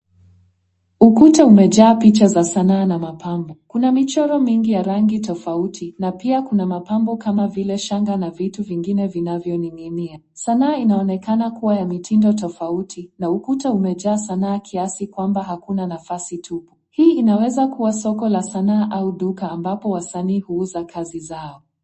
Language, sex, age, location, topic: Swahili, female, 18-24, Nairobi, finance